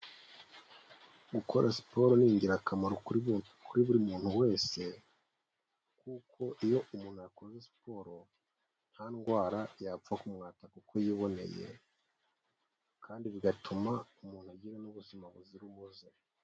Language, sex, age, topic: Kinyarwanda, female, 18-24, health